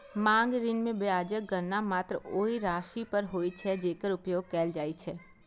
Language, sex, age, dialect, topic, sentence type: Maithili, female, 18-24, Eastern / Thethi, banking, statement